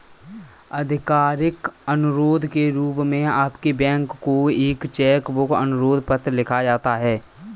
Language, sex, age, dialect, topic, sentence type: Hindi, male, 18-24, Kanauji Braj Bhasha, banking, statement